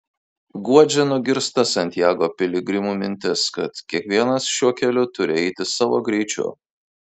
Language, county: Lithuanian, Kaunas